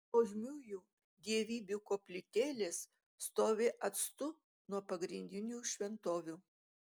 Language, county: Lithuanian, Utena